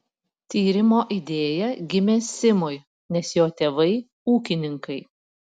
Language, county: Lithuanian, Panevėžys